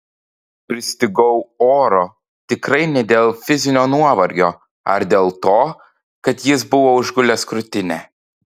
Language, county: Lithuanian, Panevėžys